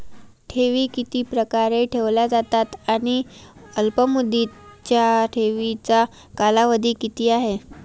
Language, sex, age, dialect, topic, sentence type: Marathi, female, 18-24, Northern Konkan, banking, question